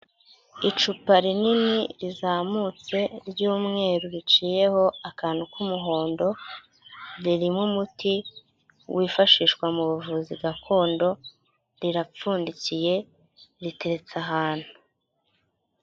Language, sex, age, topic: Kinyarwanda, female, 25-35, health